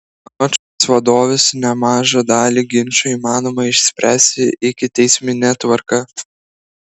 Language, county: Lithuanian, Klaipėda